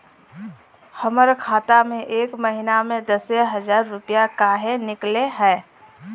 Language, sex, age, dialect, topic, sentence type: Magahi, female, 18-24, Northeastern/Surjapuri, banking, question